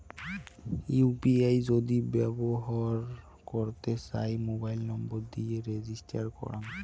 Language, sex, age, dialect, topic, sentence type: Bengali, male, 60-100, Rajbangshi, banking, statement